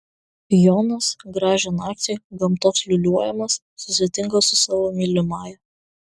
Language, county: Lithuanian, Vilnius